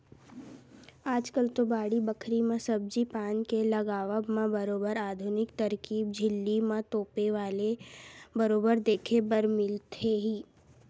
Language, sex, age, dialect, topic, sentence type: Chhattisgarhi, female, 18-24, Western/Budati/Khatahi, agriculture, statement